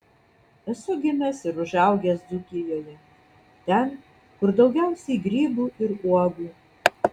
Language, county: Lithuanian, Vilnius